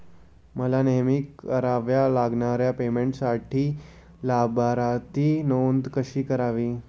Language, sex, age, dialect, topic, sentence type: Marathi, male, 18-24, Standard Marathi, banking, question